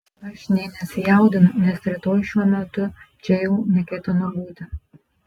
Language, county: Lithuanian, Panevėžys